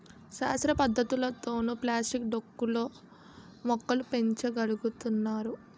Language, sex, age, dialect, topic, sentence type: Telugu, female, 18-24, Utterandhra, agriculture, statement